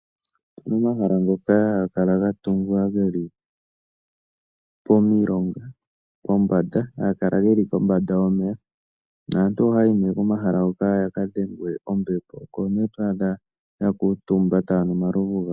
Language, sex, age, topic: Oshiwambo, male, 18-24, agriculture